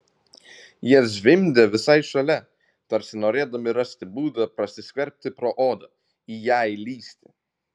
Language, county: Lithuanian, Vilnius